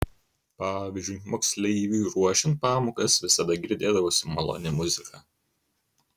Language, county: Lithuanian, Kaunas